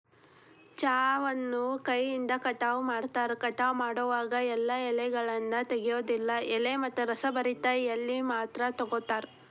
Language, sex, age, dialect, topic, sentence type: Kannada, female, 18-24, Dharwad Kannada, agriculture, statement